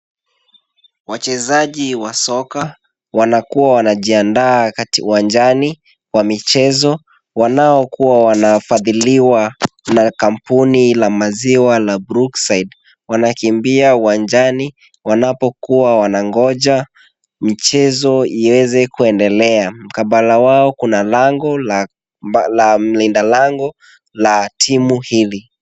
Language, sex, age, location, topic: Swahili, male, 18-24, Kisumu, government